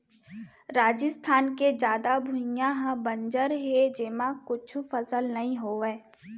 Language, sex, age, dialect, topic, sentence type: Chhattisgarhi, female, 60-100, Central, agriculture, statement